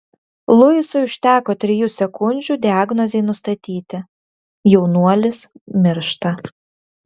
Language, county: Lithuanian, Vilnius